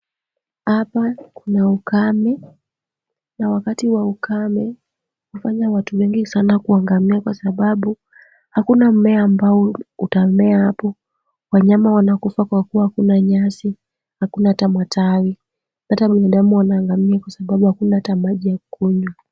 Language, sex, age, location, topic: Swahili, female, 18-24, Kisumu, health